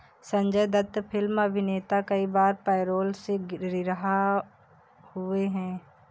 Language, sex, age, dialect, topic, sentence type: Hindi, female, 41-45, Awadhi Bundeli, banking, statement